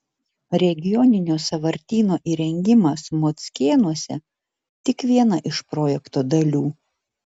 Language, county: Lithuanian, Vilnius